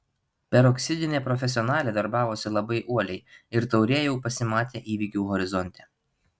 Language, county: Lithuanian, Alytus